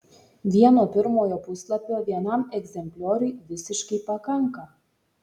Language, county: Lithuanian, Šiauliai